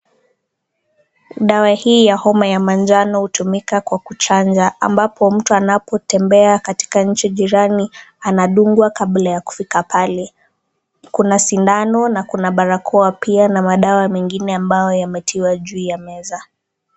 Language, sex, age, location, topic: Swahili, female, 18-24, Nakuru, health